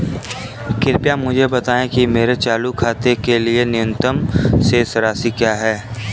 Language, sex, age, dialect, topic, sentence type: Hindi, male, 25-30, Kanauji Braj Bhasha, banking, statement